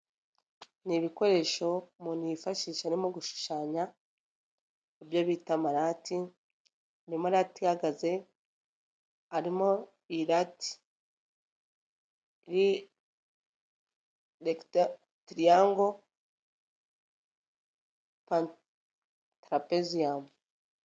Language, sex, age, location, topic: Kinyarwanda, female, 25-35, Nyagatare, education